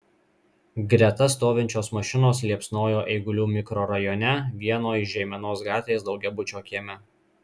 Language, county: Lithuanian, Marijampolė